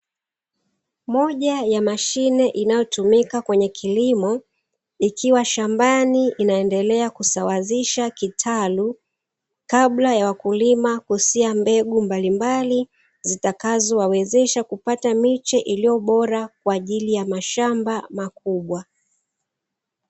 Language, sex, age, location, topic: Swahili, female, 36-49, Dar es Salaam, agriculture